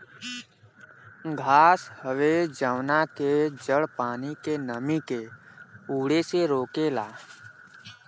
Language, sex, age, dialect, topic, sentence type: Bhojpuri, male, 18-24, Western, agriculture, statement